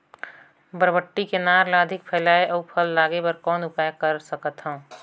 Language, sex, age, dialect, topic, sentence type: Chhattisgarhi, female, 25-30, Northern/Bhandar, agriculture, question